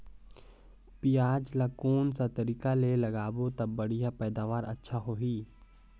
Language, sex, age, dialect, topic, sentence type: Chhattisgarhi, male, 18-24, Northern/Bhandar, agriculture, question